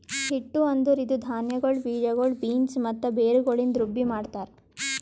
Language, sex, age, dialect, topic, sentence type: Kannada, female, 18-24, Northeastern, agriculture, statement